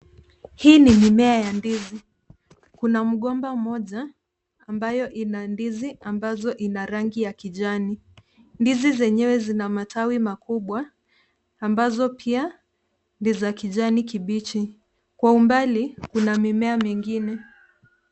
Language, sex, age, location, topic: Swahili, female, 50+, Nairobi, health